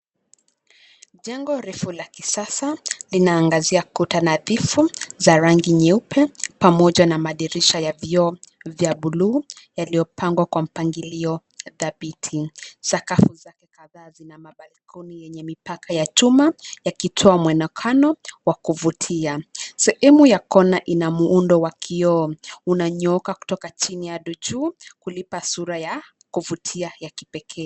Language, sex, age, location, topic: Swahili, female, 25-35, Nairobi, finance